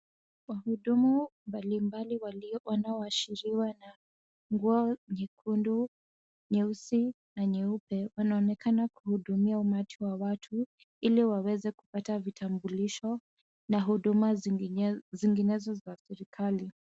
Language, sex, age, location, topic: Swahili, female, 18-24, Kisumu, government